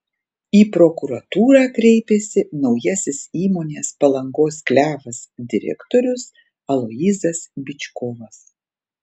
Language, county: Lithuanian, Panevėžys